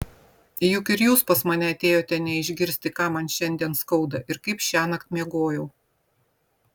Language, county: Lithuanian, Vilnius